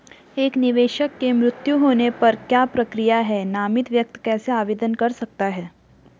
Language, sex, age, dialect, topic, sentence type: Hindi, female, 41-45, Garhwali, banking, question